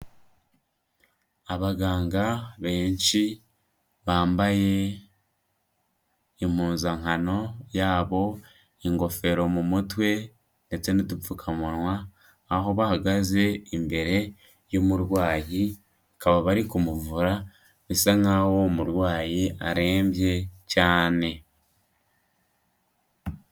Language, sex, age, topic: Kinyarwanda, male, 18-24, health